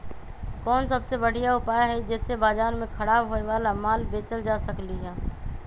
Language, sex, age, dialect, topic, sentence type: Magahi, female, 31-35, Western, agriculture, statement